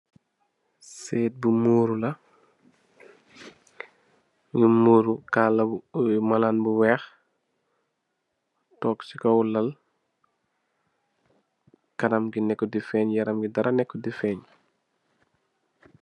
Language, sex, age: Wolof, male, 25-35